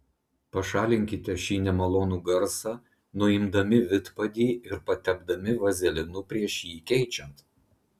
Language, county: Lithuanian, Klaipėda